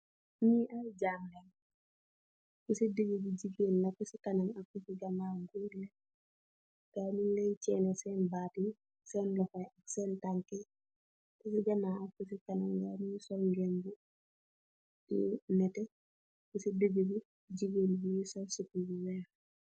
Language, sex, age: Wolof, female, 18-24